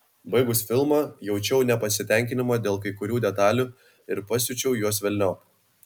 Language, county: Lithuanian, Vilnius